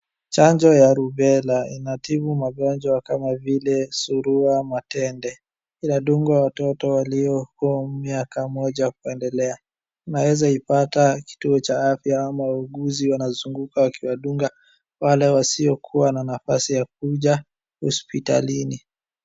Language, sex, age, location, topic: Swahili, male, 50+, Wajir, health